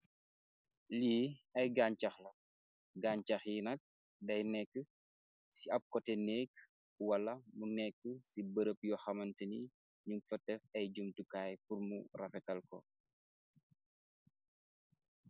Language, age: Wolof, 25-35